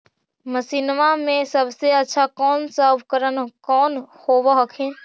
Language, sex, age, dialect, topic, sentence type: Magahi, female, 18-24, Central/Standard, agriculture, question